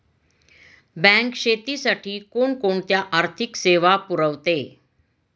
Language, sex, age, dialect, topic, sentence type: Marathi, female, 46-50, Standard Marathi, banking, question